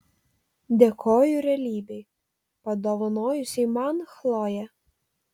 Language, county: Lithuanian, Telšiai